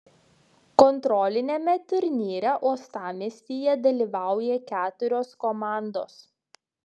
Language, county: Lithuanian, Šiauliai